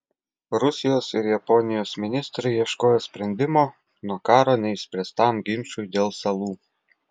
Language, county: Lithuanian, Klaipėda